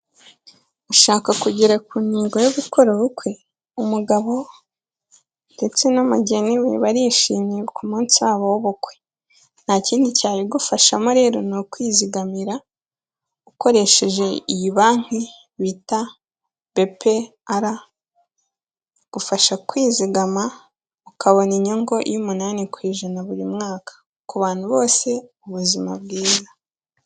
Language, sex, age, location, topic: Kinyarwanda, female, 18-24, Kigali, finance